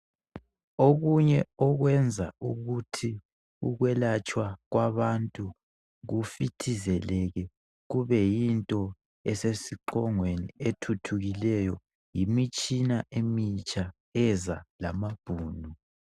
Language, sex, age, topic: North Ndebele, male, 18-24, health